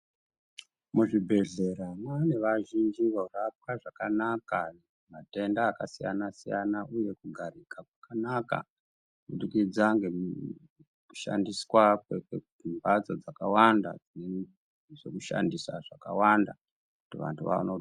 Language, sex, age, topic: Ndau, male, 50+, health